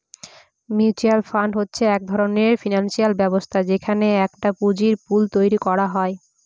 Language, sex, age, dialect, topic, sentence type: Bengali, female, 18-24, Northern/Varendri, banking, statement